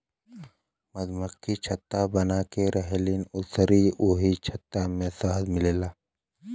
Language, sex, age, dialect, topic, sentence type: Bhojpuri, male, 18-24, Western, agriculture, statement